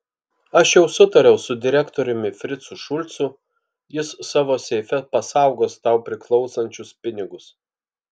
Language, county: Lithuanian, Kaunas